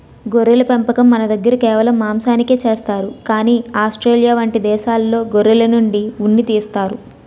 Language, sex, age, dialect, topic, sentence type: Telugu, female, 18-24, Utterandhra, agriculture, statement